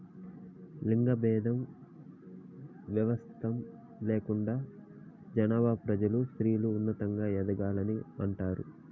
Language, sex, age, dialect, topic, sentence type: Telugu, male, 25-30, Southern, banking, statement